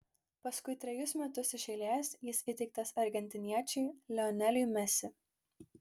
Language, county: Lithuanian, Klaipėda